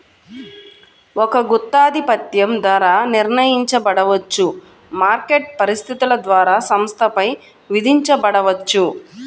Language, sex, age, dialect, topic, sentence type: Telugu, female, 31-35, Central/Coastal, banking, statement